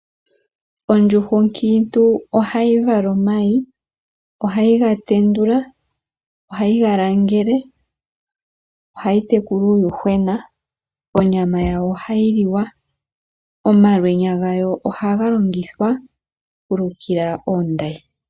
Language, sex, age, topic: Oshiwambo, female, 25-35, agriculture